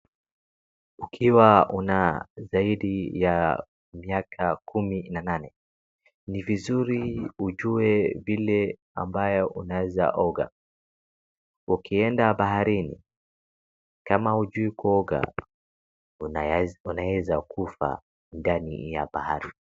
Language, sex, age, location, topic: Swahili, male, 36-49, Wajir, education